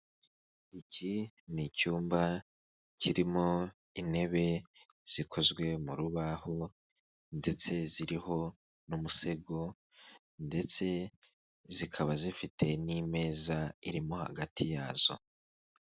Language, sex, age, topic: Kinyarwanda, male, 25-35, finance